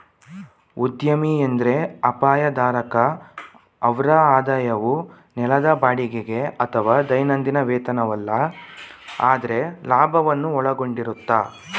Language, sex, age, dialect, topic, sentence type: Kannada, male, 18-24, Mysore Kannada, banking, statement